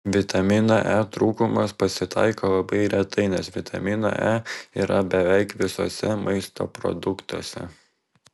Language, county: Lithuanian, Vilnius